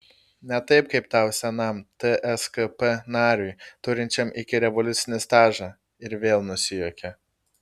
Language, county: Lithuanian, Kaunas